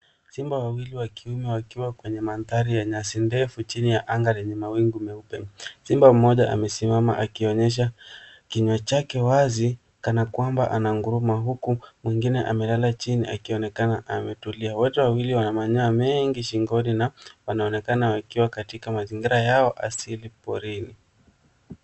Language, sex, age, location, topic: Swahili, male, 18-24, Nairobi, government